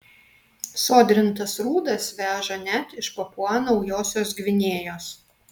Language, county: Lithuanian, Alytus